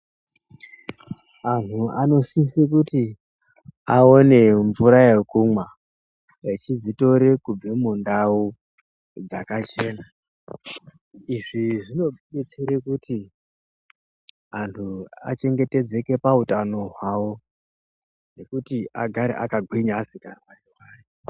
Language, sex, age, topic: Ndau, male, 36-49, health